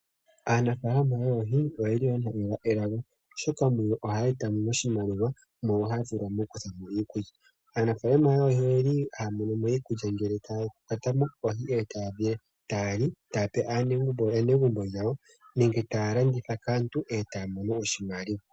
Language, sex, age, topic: Oshiwambo, male, 25-35, agriculture